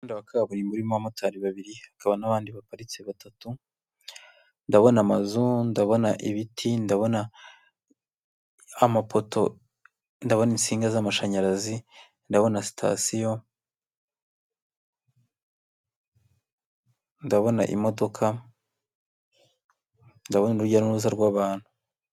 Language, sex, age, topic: Kinyarwanda, male, 25-35, government